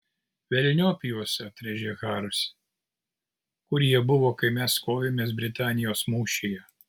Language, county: Lithuanian, Kaunas